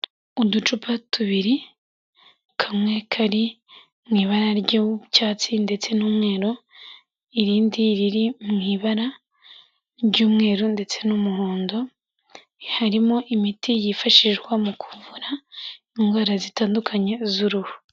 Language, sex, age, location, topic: Kinyarwanda, female, 18-24, Kigali, health